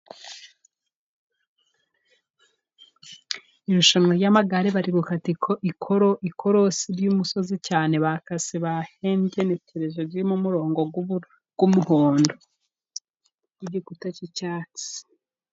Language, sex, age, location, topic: Kinyarwanda, female, 18-24, Musanze, government